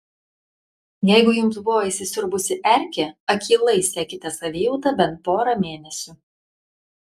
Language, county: Lithuanian, Klaipėda